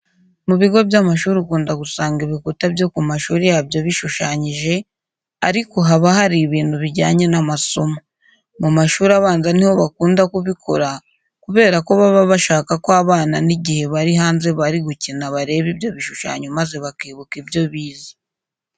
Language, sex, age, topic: Kinyarwanda, female, 18-24, education